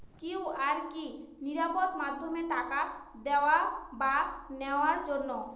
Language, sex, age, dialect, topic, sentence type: Bengali, female, 25-30, Northern/Varendri, banking, question